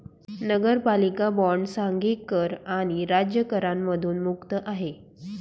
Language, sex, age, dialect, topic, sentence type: Marathi, female, 46-50, Northern Konkan, banking, statement